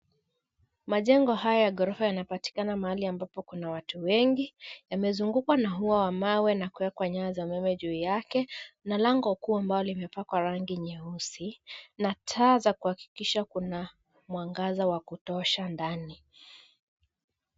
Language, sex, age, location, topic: Swahili, female, 25-35, Nairobi, finance